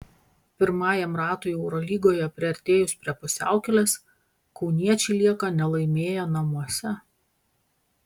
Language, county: Lithuanian, Panevėžys